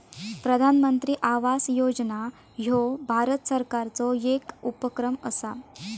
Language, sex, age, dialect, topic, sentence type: Marathi, female, 18-24, Southern Konkan, banking, statement